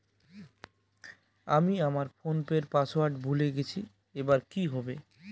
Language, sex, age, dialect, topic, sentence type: Bengali, male, 25-30, Northern/Varendri, banking, question